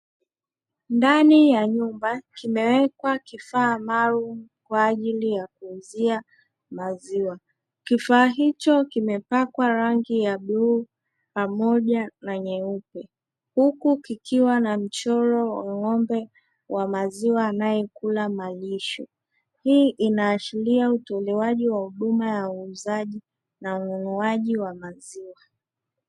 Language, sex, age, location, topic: Swahili, male, 36-49, Dar es Salaam, finance